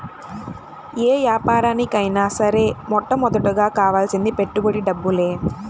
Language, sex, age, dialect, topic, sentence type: Telugu, female, 18-24, Central/Coastal, banking, statement